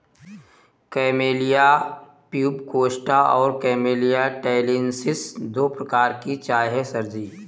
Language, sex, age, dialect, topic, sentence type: Hindi, male, 18-24, Awadhi Bundeli, agriculture, statement